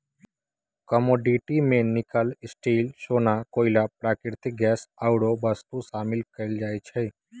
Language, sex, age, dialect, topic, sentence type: Magahi, male, 18-24, Western, banking, statement